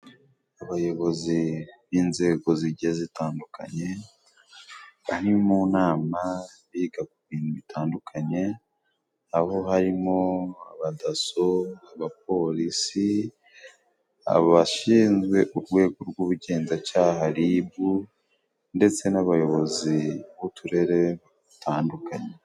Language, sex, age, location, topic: Kinyarwanda, male, 18-24, Burera, government